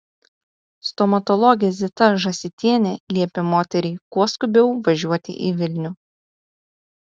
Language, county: Lithuanian, Utena